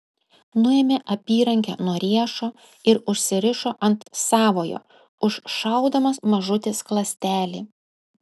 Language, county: Lithuanian, Kaunas